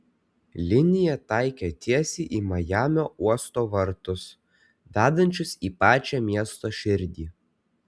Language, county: Lithuanian, Kaunas